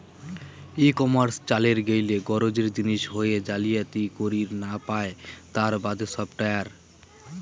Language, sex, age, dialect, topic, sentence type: Bengali, male, 60-100, Rajbangshi, agriculture, statement